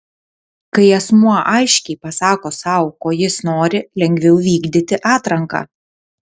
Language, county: Lithuanian, Panevėžys